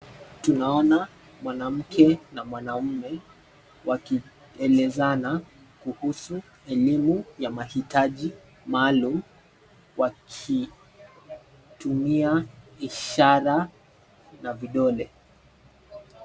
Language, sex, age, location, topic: Swahili, male, 25-35, Nairobi, education